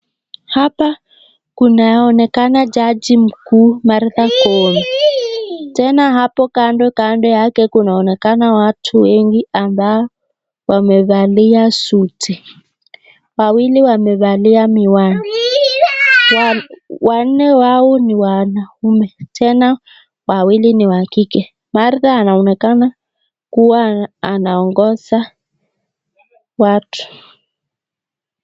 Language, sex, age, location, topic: Swahili, female, 36-49, Nakuru, government